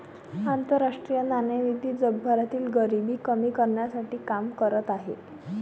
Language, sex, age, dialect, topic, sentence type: Marathi, female, 18-24, Varhadi, banking, statement